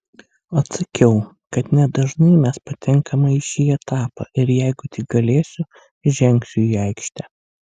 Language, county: Lithuanian, Kaunas